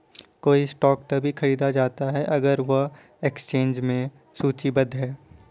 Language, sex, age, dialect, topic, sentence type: Hindi, male, 18-24, Kanauji Braj Bhasha, banking, statement